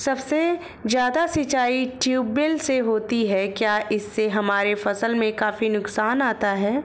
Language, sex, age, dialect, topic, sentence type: Hindi, female, 25-30, Awadhi Bundeli, agriculture, question